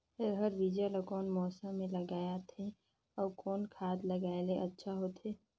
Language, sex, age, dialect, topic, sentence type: Chhattisgarhi, female, 31-35, Northern/Bhandar, agriculture, question